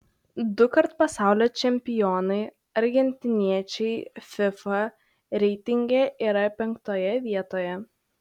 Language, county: Lithuanian, Šiauliai